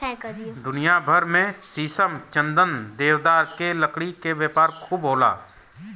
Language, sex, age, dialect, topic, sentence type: Bhojpuri, male, 36-40, Western, agriculture, statement